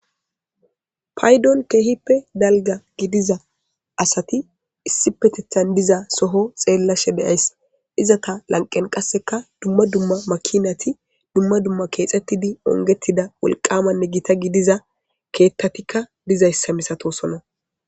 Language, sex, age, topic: Gamo, female, 18-24, government